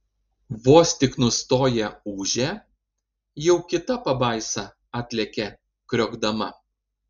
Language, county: Lithuanian, Panevėžys